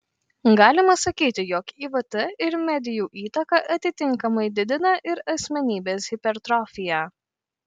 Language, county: Lithuanian, Kaunas